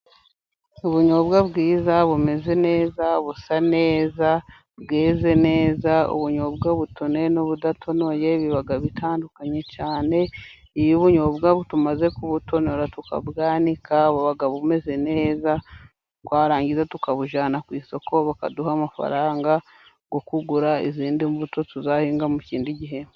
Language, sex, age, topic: Kinyarwanda, female, 25-35, agriculture